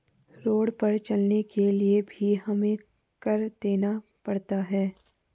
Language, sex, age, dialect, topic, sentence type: Hindi, female, 51-55, Garhwali, banking, statement